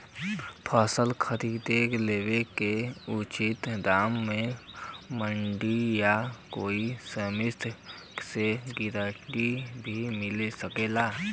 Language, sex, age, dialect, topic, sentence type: Bhojpuri, male, 18-24, Western, agriculture, question